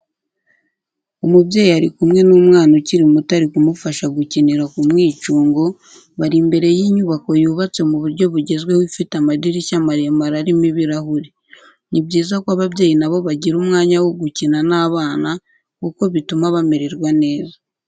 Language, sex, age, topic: Kinyarwanda, female, 25-35, education